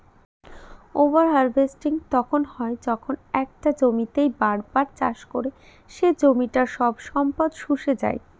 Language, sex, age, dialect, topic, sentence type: Bengali, female, 31-35, Northern/Varendri, agriculture, statement